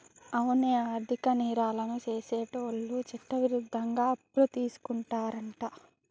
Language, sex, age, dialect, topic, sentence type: Telugu, female, 18-24, Telangana, banking, statement